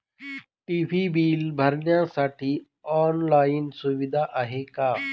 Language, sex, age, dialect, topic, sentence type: Marathi, male, 41-45, Northern Konkan, banking, question